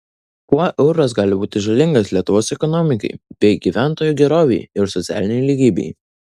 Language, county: Lithuanian, Vilnius